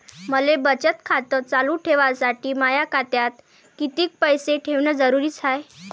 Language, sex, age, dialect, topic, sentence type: Marathi, female, 18-24, Varhadi, banking, question